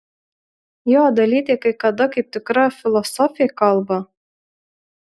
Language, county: Lithuanian, Marijampolė